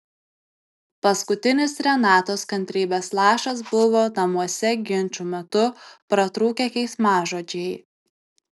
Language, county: Lithuanian, Tauragė